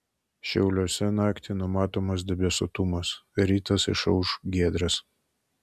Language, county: Lithuanian, Kaunas